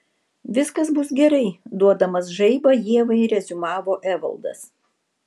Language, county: Lithuanian, Vilnius